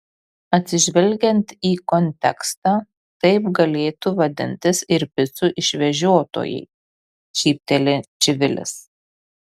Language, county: Lithuanian, Kaunas